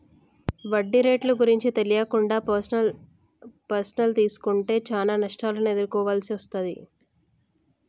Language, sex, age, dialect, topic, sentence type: Telugu, female, 25-30, Telangana, banking, statement